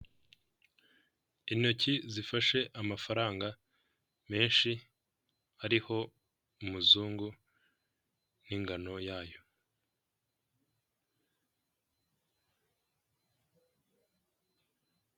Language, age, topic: Kinyarwanda, 18-24, finance